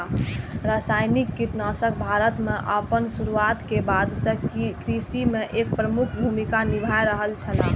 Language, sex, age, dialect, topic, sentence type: Maithili, female, 18-24, Eastern / Thethi, agriculture, statement